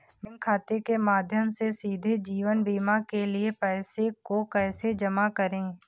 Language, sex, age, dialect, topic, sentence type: Hindi, female, 18-24, Kanauji Braj Bhasha, banking, question